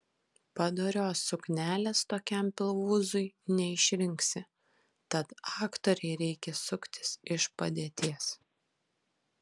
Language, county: Lithuanian, Kaunas